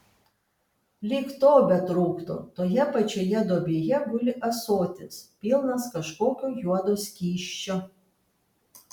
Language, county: Lithuanian, Kaunas